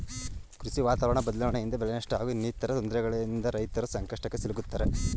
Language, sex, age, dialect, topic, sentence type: Kannada, male, 31-35, Mysore Kannada, agriculture, statement